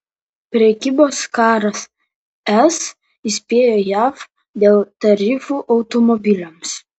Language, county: Lithuanian, Vilnius